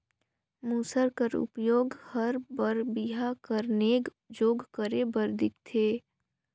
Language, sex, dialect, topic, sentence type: Chhattisgarhi, female, Northern/Bhandar, agriculture, statement